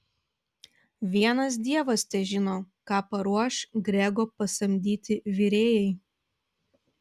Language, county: Lithuanian, Vilnius